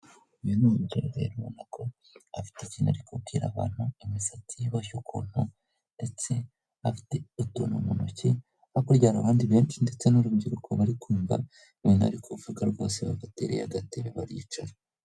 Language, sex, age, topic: Kinyarwanda, female, 18-24, government